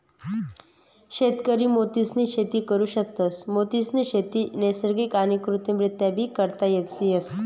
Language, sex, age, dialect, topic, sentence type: Marathi, female, 31-35, Northern Konkan, agriculture, statement